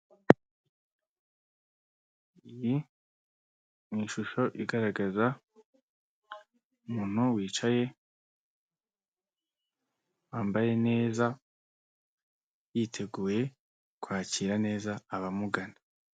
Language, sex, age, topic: Kinyarwanda, male, 25-35, finance